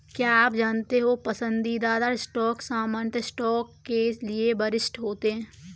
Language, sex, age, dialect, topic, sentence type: Hindi, female, 18-24, Kanauji Braj Bhasha, banking, statement